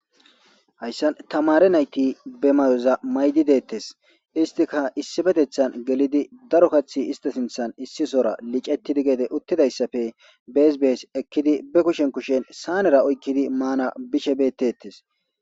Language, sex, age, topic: Gamo, male, 25-35, government